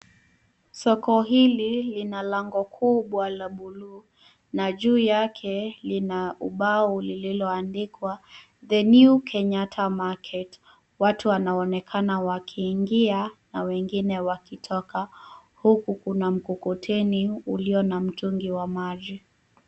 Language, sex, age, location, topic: Swahili, female, 18-24, Nairobi, finance